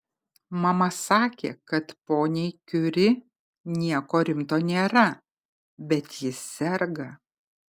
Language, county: Lithuanian, Kaunas